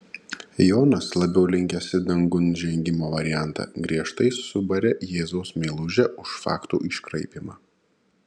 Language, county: Lithuanian, Panevėžys